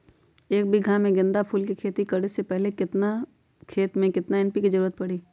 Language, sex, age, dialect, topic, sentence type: Magahi, female, 18-24, Western, agriculture, question